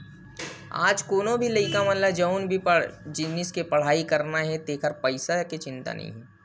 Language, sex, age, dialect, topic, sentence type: Chhattisgarhi, male, 18-24, Western/Budati/Khatahi, banking, statement